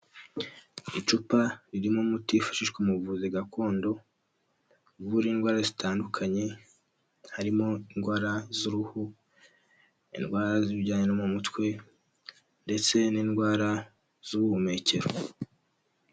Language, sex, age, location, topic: Kinyarwanda, male, 18-24, Huye, health